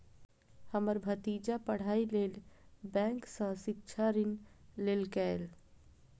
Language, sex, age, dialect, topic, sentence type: Maithili, female, 31-35, Eastern / Thethi, banking, statement